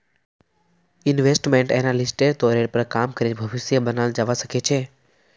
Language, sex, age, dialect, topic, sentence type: Magahi, male, 18-24, Northeastern/Surjapuri, banking, statement